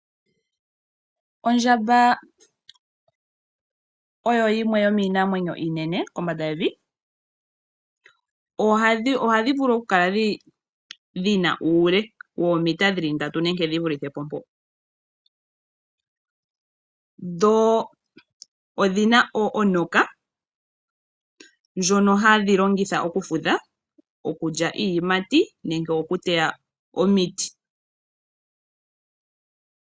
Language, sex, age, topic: Oshiwambo, female, 18-24, agriculture